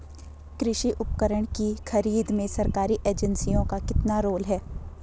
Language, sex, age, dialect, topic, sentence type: Hindi, female, 18-24, Garhwali, agriculture, question